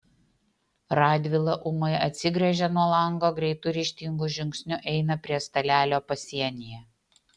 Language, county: Lithuanian, Utena